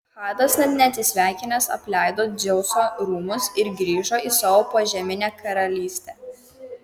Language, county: Lithuanian, Kaunas